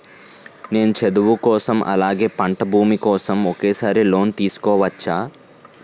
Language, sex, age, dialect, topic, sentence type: Telugu, male, 18-24, Utterandhra, banking, question